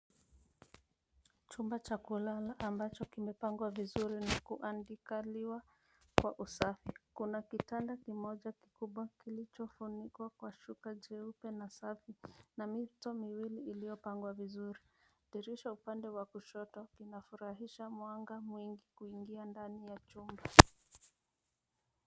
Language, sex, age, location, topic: Swahili, female, 25-35, Nairobi, education